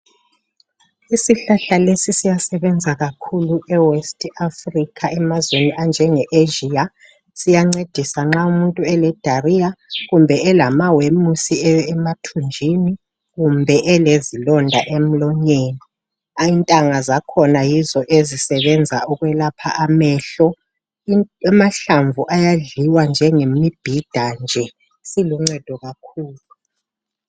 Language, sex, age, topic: North Ndebele, male, 50+, health